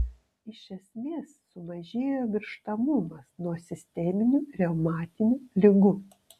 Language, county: Lithuanian, Kaunas